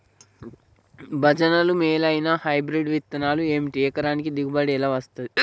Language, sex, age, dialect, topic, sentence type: Telugu, male, 51-55, Telangana, agriculture, question